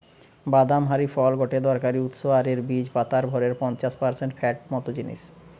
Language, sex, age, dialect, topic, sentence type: Bengali, male, 31-35, Western, agriculture, statement